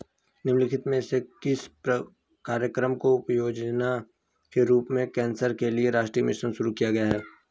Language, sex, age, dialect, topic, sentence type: Hindi, female, 25-30, Hindustani Malvi Khadi Boli, banking, question